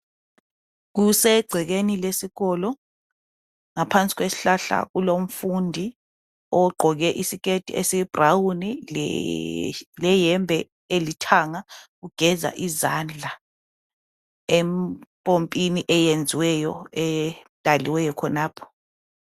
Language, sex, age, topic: North Ndebele, female, 25-35, health